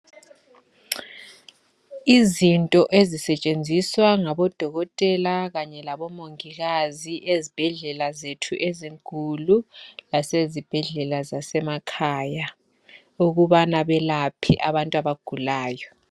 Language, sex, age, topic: North Ndebele, male, 25-35, health